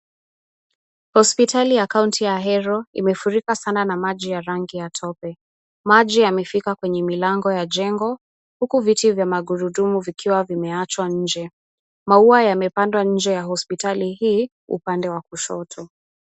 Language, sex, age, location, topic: Swahili, female, 18-24, Kisumu, health